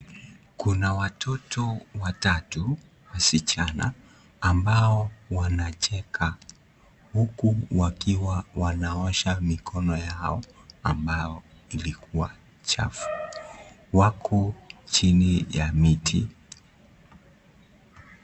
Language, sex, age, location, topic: Swahili, male, 18-24, Kisii, health